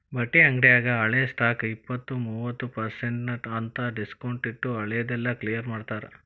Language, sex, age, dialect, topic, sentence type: Kannada, male, 41-45, Dharwad Kannada, banking, statement